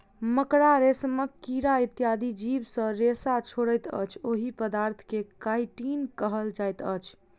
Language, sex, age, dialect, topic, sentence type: Maithili, female, 41-45, Southern/Standard, agriculture, statement